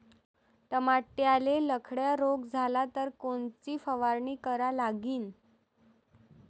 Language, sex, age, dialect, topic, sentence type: Marathi, female, 31-35, Varhadi, agriculture, question